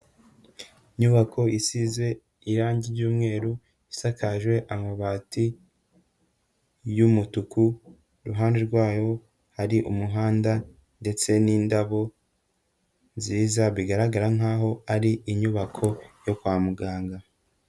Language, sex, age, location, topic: Kinyarwanda, female, 25-35, Huye, health